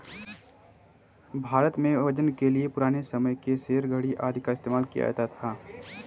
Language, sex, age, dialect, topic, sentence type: Hindi, male, 18-24, Kanauji Braj Bhasha, agriculture, statement